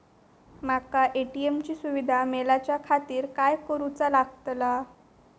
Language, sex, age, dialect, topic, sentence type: Marathi, female, 18-24, Southern Konkan, banking, question